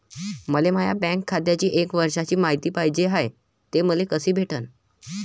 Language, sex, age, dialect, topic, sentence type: Marathi, male, 18-24, Varhadi, banking, question